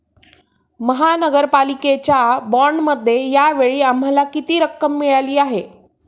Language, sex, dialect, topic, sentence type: Marathi, female, Standard Marathi, banking, statement